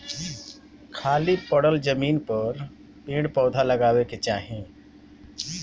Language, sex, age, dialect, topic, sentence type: Bhojpuri, male, 60-100, Northern, agriculture, statement